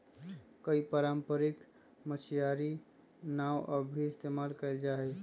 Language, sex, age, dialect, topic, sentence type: Magahi, male, 25-30, Western, agriculture, statement